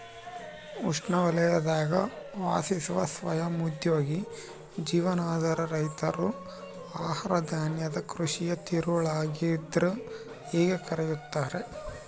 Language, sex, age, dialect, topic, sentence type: Kannada, male, 18-24, Central, agriculture, statement